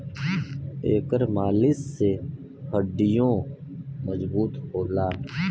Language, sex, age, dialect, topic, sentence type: Bhojpuri, male, 60-100, Western, agriculture, statement